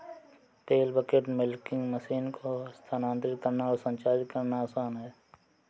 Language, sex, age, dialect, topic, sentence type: Hindi, male, 25-30, Awadhi Bundeli, agriculture, statement